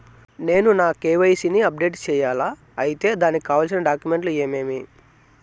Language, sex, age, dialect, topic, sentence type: Telugu, male, 25-30, Southern, banking, question